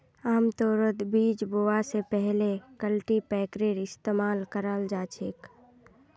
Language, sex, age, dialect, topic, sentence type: Magahi, female, 31-35, Northeastern/Surjapuri, agriculture, statement